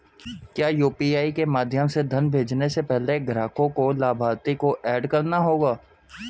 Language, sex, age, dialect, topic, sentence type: Hindi, male, 25-30, Hindustani Malvi Khadi Boli, banking, question